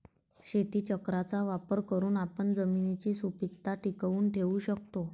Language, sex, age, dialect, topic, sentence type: Marathi, male, 31-35, Varhadi, agriculture, statement